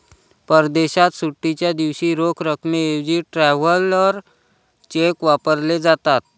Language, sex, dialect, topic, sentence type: Marathi, male, Varhadi, banking, statement